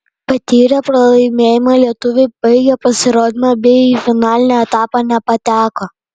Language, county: Lithuanian, Panevėžys